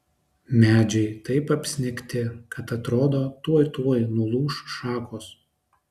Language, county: Lithuanian, Alytus